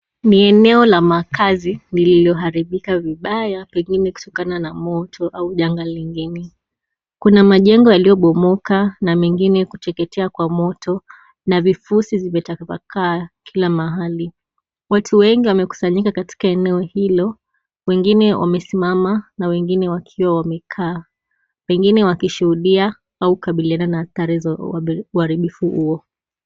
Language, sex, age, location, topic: Swahili, female, 18-24, Kisii, health